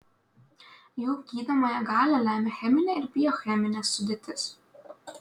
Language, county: Lithuanian, Klaipėda